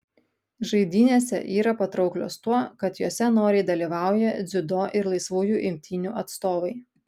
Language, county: Lithuanian, Kaunas